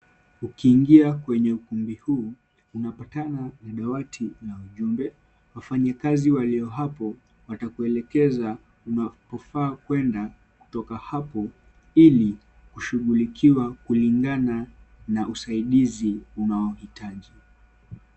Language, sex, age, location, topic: Swahili, male, 18-24, Kisumu, government